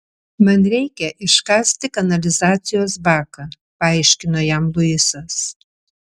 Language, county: Lithuanian, Vilnius